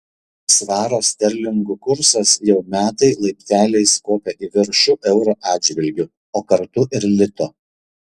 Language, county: Lithuanian, Šiauliai